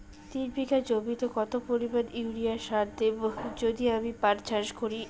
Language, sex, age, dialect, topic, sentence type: Bengali, female, 25-30, Rajbangshi, agriculture, question